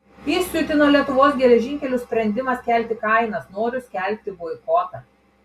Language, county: Lithuanian, Klaipėda